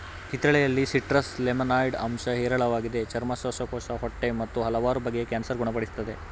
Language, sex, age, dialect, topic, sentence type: Kannada, male, 18-24, Mysore Kannada, agriculture, statement